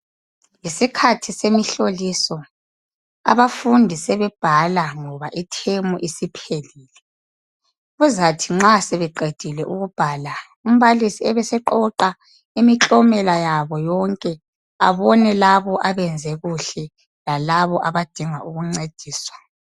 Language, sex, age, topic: North Ndebele, female, 25-35, education